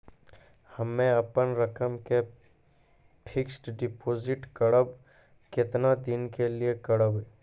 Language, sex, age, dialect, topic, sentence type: Maithili, male, 25-30, Angika, banking, question